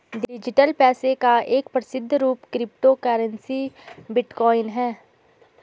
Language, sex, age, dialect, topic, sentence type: Hindi, female, 18-24, Garhwali, banking, statement